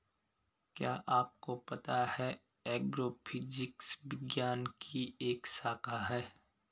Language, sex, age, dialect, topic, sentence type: Hindi, male, 25-30, Garhwali, agriculture, statement